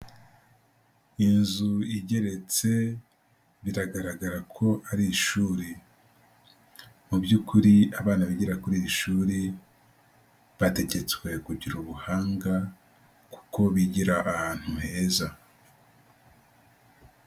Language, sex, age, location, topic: Kinyarwanda, male, 18-24, Nyagatare, education